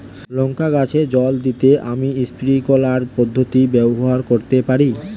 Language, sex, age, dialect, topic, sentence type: Bengali, male, 18-24, Standard Colloquial, agriculture, question